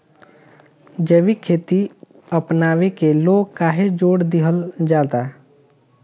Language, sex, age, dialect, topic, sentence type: Bhojpuri, male, 25-30, Northern, agriculture, question